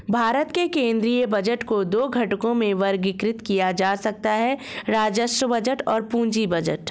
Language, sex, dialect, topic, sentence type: Hindi, female, Marwari Dhudhari, banking, statement